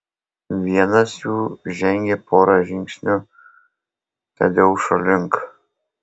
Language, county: Lithuanian, Kaunas